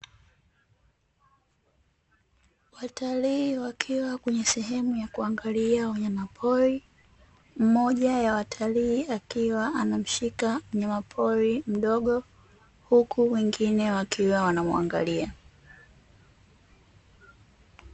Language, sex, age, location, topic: Swahili, female, 18-24, Dar es Salaam, agriculture